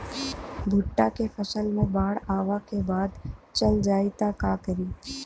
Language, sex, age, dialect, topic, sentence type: Bhojpuri, female, 18-24, Western, agriculture, question